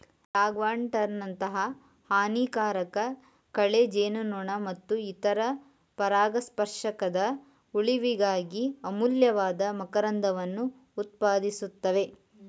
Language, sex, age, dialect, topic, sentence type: Kannada, male, 18-24, Mysore Kannada, agriculture, statement